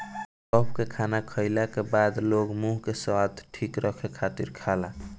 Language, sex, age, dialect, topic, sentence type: Bhojpuri, male, <18, Northern, agriculture, statement